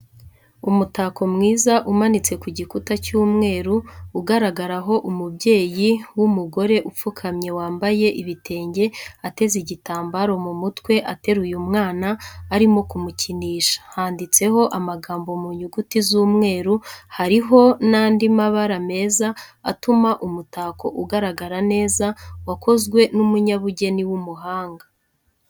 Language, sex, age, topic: Kinyarwanda, female, 25-35, education